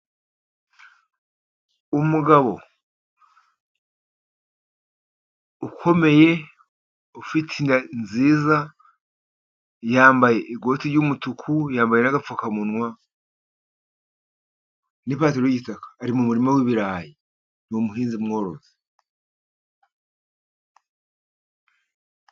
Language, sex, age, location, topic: Kinyarwanda, male, 50+, Musanze, agriculture